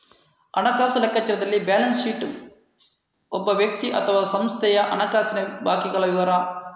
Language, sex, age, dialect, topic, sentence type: Kannada, male, 18-24, Coastal/Dakshin, banking, statement